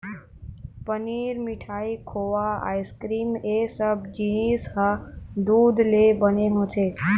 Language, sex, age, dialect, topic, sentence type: Chhattisgarhi, male, 18-24, Western/Budati/Khatahi, agriculture, statement